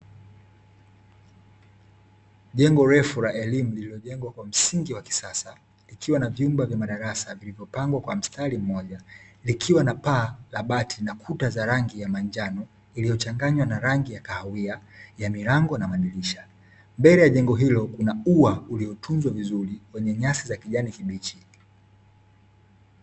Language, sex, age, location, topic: Swahili, male, 18-24, Dar es Salaam, education